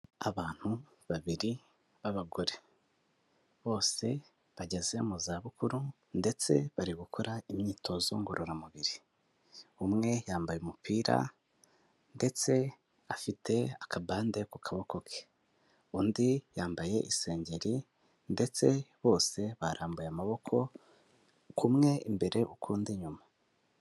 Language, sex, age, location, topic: Kinyarwanda, male, 18-24, Huye, health